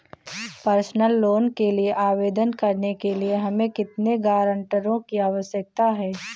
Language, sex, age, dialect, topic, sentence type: Hindi, female, 18-24, Marwari Dhudhari, banking, question